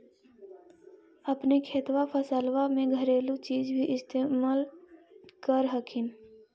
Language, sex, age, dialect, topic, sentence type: Magahi, female, 18-24, Central/Standard, agriculture, question